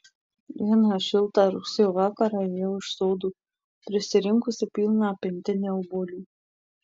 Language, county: Lithuanian, Marijampolė